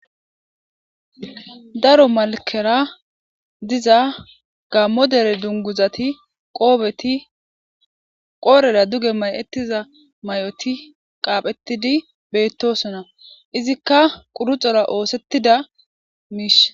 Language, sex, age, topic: Gamo, female, 18-24, government